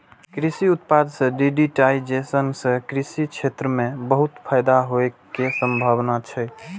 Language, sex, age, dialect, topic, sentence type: Maithili, male, 18-24, Eastern / Thethi, agriculture, statement